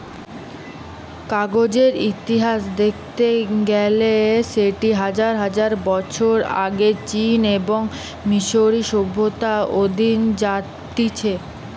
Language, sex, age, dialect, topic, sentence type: Bengali, female, 18-24, Western, agriculture, statement